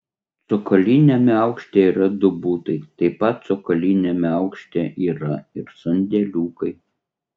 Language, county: Lithuanian, Utena